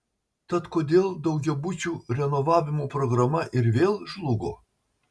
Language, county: Lithuanian, Marijampolė